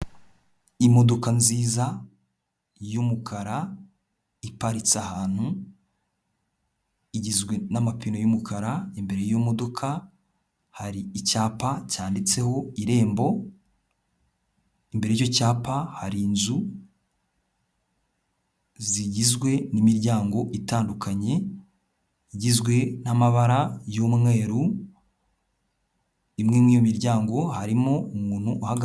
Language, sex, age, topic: Kinyarwanda, male, 18-24, government